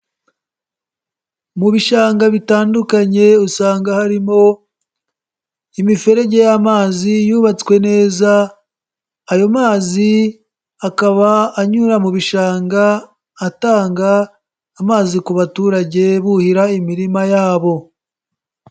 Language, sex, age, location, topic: Kinyarwanda, male, 18-24, Nyagatare, agriculture